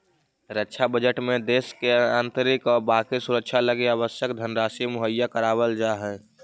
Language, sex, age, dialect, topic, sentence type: Magahi, male, 18-24, Central/Standard, banking, statement